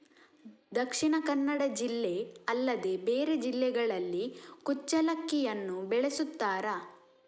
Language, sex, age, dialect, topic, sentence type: Kannada, male, 36-40, Coastal/Dakshin, agriculture, question